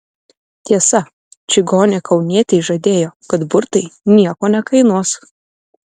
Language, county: Lithuanian, Telšiai